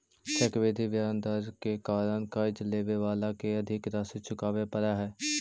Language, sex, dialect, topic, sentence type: Magahi, male, Central/Standard, banking, statement